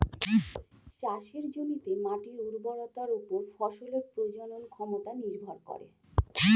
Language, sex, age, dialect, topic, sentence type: Bengali, female, 41-45, Standard Colloquial, agriculture, statement